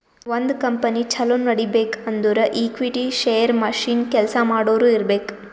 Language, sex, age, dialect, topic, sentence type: Kannada, female, 18-24, Northeastern, banking, statement